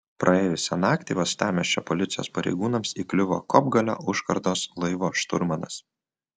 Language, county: Lithuanian, Utena